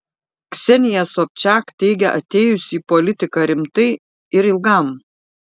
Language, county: Lithuanian, Šiauliai